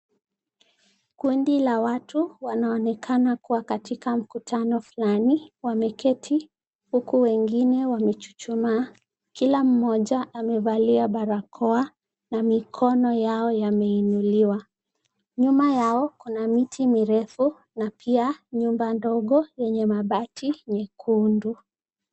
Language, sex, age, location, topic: Swahili, female, 25-35, Kisumu, health